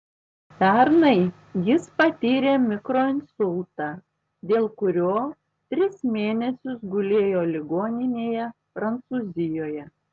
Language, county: Lithuanian, Tauragė